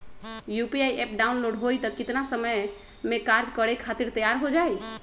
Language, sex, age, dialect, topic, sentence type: Magahi, male, 36-40, Western, banking, question